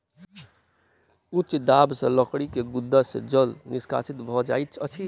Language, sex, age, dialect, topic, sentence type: Maithili, male, 18-24, Southern/Standard, agriculture, statement